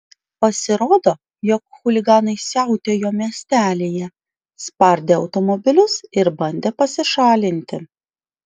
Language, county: Lithuanian, Vilnius